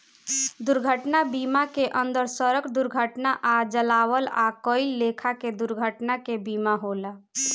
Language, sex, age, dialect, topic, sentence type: Bhojpuri, female, 18-24, Southern / Standard, banking, statement